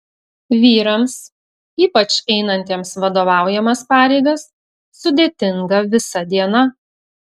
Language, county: Lithuanian, Telšiai